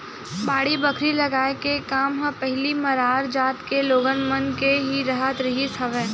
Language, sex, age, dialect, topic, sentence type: Chhattisgarhi, female, 18-24, Western/Budati/Khatahi, agriculture, statement